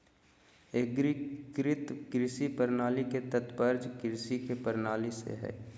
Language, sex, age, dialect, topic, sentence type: Magahi, male, 25-30, Southern, agriculture, statement